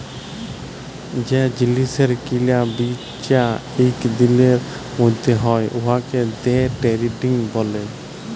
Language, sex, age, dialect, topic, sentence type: Bengali, male, 25-30, Jharkhandi, banking, statement